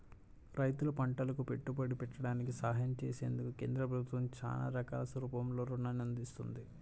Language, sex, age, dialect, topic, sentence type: Telugu, male, 18-24, Central/Coastal, agriculture, statement